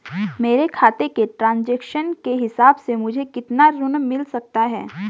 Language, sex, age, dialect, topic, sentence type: Hindi, female, 18-24, Garhwali, banking, question